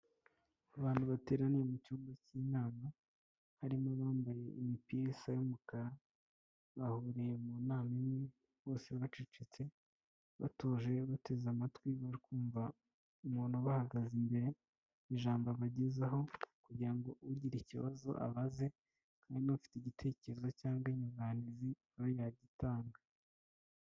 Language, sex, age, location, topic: Kinyarwanda, male, 25-35, Kigali, health